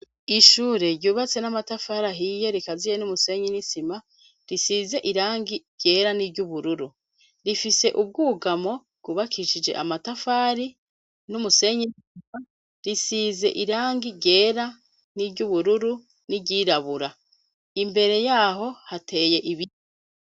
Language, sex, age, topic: Rundi, female, 36-49, education